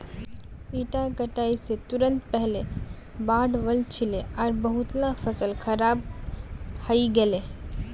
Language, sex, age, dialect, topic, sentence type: Magahi, female, 18-24, Northeastern/Surjapuri, agriculture, statement